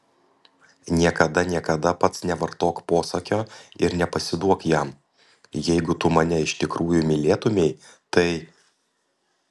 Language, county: Lithuanian, Panevėžys